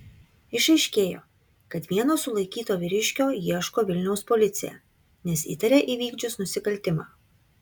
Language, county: Lithuanian, Kaunas